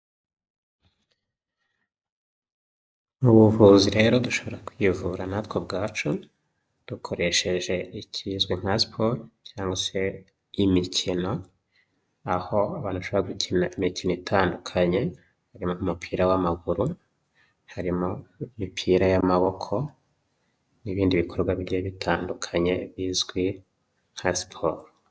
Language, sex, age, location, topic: Kinyarwanda, male, 25-35, Huye, health